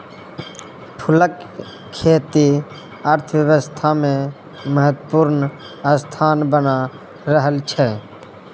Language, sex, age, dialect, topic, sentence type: Maithili, male, 18-24, Bajjika, agriculture, statement